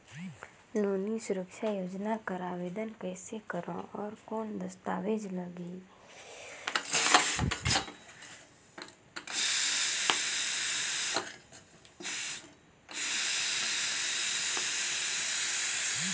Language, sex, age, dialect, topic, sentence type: Chhattisgarhi, female, 25-30, Northern/Bhandar, banking, question